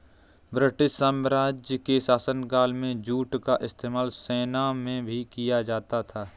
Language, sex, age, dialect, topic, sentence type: Hindi, male, 25-30, Kanauji Braj Bhasha, agriculture, statement